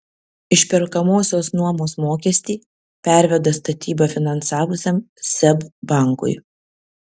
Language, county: Lithuanian, Kaunas